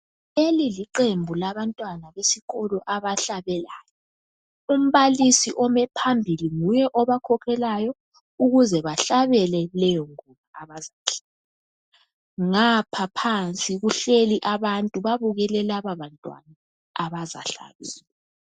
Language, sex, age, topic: North Ndebele, female, 18-24, education